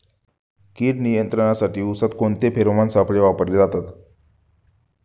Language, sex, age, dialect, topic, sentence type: Marathi, male, 25-30, Standard Marathi, agriculture, question